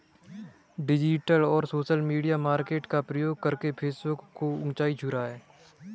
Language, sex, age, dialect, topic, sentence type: Hindi, male, 18-24, Kanauji Braj Bhasha, banking, statement